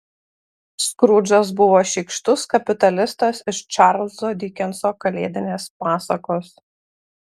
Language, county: Lithuanian, Panevėžys